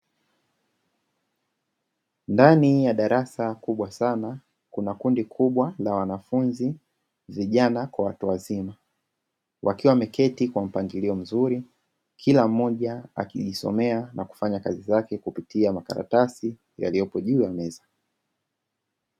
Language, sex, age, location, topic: Swahili, male, 25-35, Dar es Salaam, education